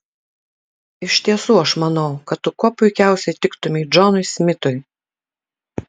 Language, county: Lithuanian, Utena